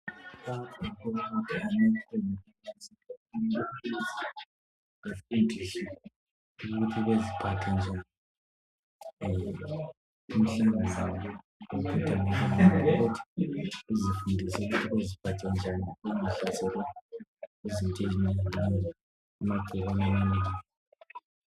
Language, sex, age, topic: North Ndebele, female, 50+, education